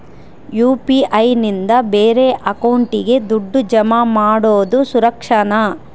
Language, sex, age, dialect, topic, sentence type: Kannada, female, 31-35, Central, banking, question